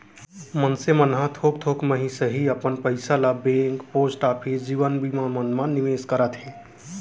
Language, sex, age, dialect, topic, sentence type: Chhattisgarhi, male, 18-24, Central, banking, statement